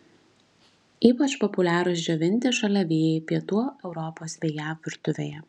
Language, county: Lithuanian, Šiauliai